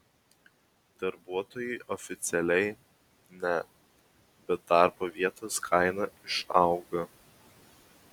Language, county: Lithuanian, Vilnius